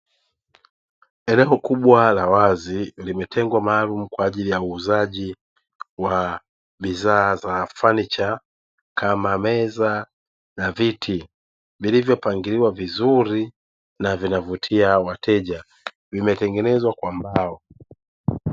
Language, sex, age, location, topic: Swahili, male, 18-24, Dar es Salaam, finance